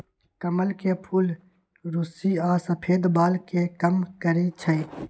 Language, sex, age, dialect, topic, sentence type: Magahi, male, 18-24, Western, agriculture, statement